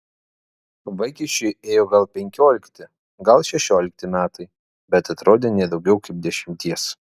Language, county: Lithuanian, Vilnius